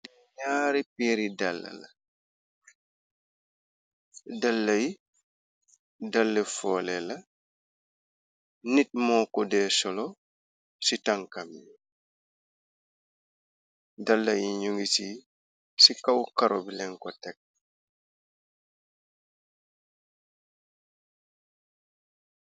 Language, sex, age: Wolof, male, 36-49